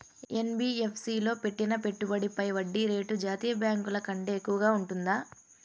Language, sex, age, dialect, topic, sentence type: Telugu, female, 18-24, Southern, banking, question